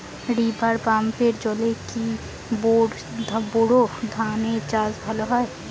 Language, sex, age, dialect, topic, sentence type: Bengali, female, 18-24, Western, agriculture, question